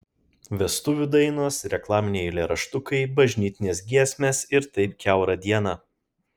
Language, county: Lithuanian, Kaunas